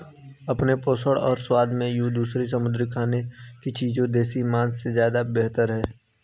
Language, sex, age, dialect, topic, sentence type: Hindi, female, 25-30, Hindustani Malvi Khadi Boli, agriculture, statement